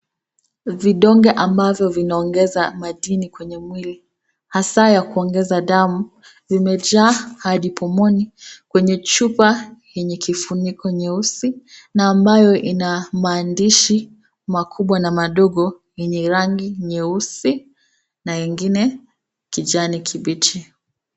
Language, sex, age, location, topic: Swahili, female, 25-35, Nakuru, health